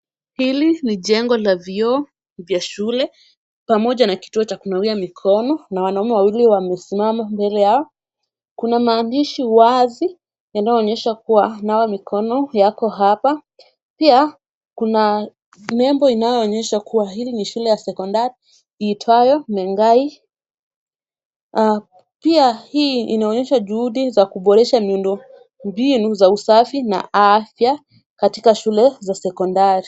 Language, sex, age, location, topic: Swahili, female, 18-24, Kisumu, health